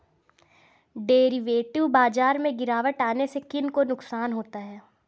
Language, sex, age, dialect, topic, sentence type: Hindi, female, 25-30, Awadhi Bundeli, banking, statement